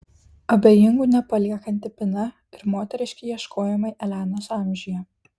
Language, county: Lithuanian, Kaunas